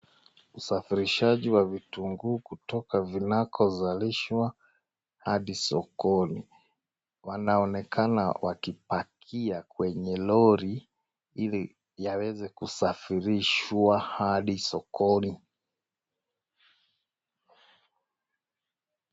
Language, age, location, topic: Swahili, 36-49, Nakuru, finance